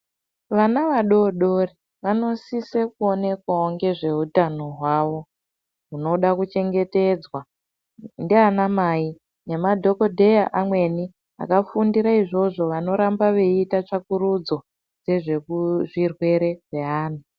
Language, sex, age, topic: Ndau, female, 50+, health